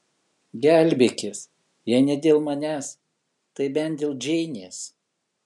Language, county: Lithuanian, Kaunas